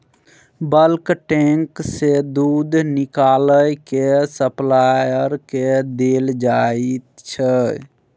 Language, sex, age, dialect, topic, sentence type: Maithili, male, 60-100, Bajjika, agriculture, statement